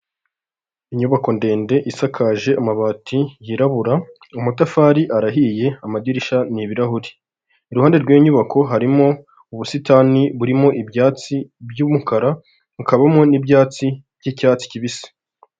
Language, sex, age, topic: Kinyarwanda, male, 18-24, health